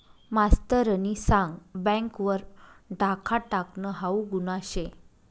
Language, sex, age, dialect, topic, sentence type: Marathi, female, 31-35, Northern Konkan, banking, statement